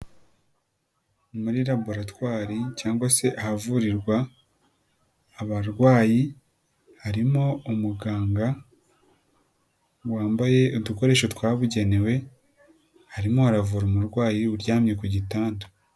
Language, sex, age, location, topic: Kinyarwanda, male, 18-24, Nyagatare, health